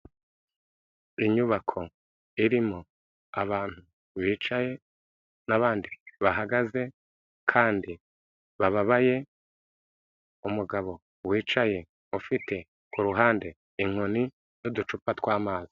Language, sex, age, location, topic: Kinyarwanda, male, 36-49, Kigali, health